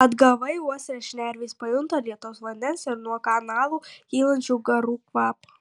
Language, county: Lithuanian, Marijampolė